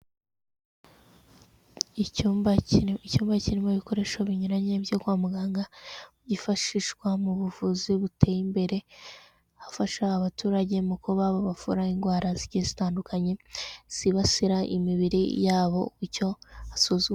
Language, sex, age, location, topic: Kinyarwanda, female, 18-24, Kigali, health